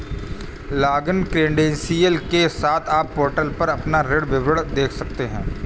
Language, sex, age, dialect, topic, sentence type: Hindi, male, 31-35, Kanauji Braj Bhasha, banking, statement